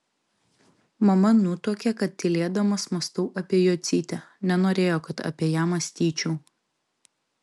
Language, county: Lithuanian, Vilnius